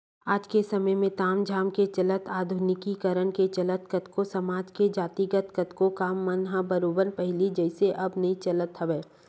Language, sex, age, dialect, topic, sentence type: Chhattisgarhi, female, 31-35, Western/Budati/Khatahi, banking, statement